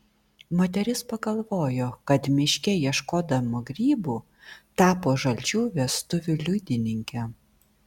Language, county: Lithuanian, Vilnius